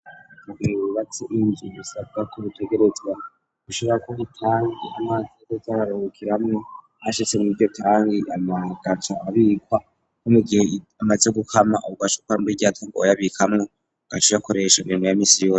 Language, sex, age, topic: Rundi, male, 36-49, education